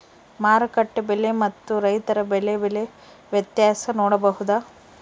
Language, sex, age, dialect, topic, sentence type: Kannada, female, 51-55, Central, agriculture, question